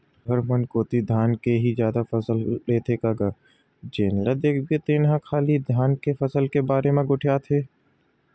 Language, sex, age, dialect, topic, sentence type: Chhattisgarhi, male, 18-24, Western/Budati/Khatahi, agriculture, statement